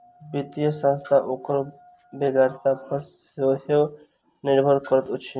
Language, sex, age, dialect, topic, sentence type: Maithili, male, 18-24, Southern/Standard, banking, statement